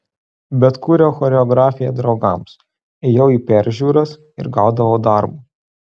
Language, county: Lithuanian, Marijampolė